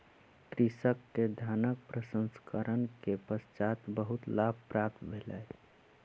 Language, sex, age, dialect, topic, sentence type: Maithili, male, 25-30, Southern/Standard, agriculture, statement